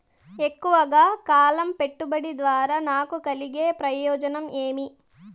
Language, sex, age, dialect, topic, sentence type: Telugu, female, 18-24, Southern, banking, question